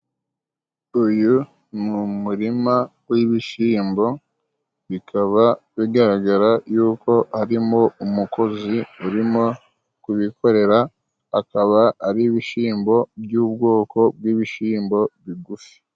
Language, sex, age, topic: Kinyarwanda, male, 25-35, agriculture